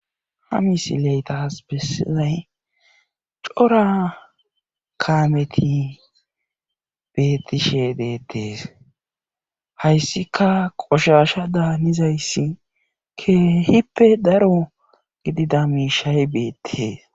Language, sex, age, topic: Gamo, male, 25-35, government